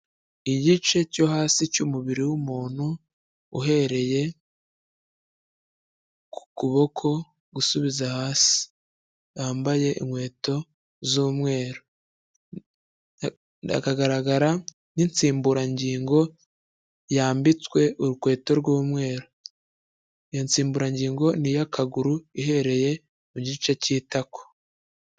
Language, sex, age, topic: Kinyarwanda, male, 25-35, health